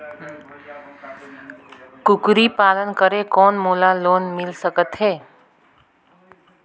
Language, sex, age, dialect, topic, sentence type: Chhattisgarhi, female, 25-30, Northern/Bhandar, banking, question